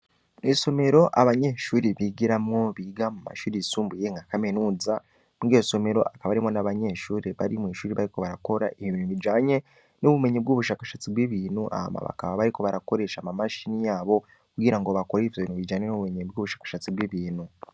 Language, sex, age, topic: Rundi, male, 18-24, education